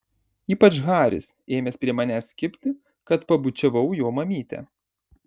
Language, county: Lithuanian, Marijampolė